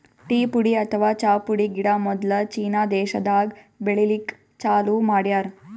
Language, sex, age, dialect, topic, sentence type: Kannada, female, 18-24, Northeastern, agriculture, statement